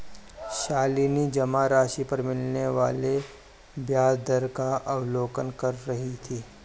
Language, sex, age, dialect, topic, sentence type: Hindi, male, 25-30, Marwari Dhudhari, banking, statement